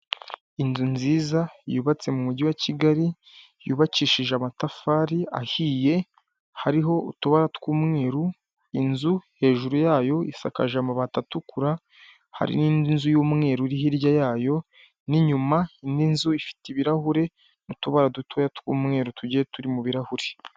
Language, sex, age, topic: Kinyarwanda, male, 18-24, government